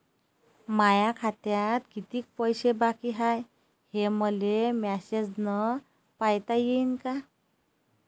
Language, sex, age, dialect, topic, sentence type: Marathi, female, 31-35, Varhadi, banking, question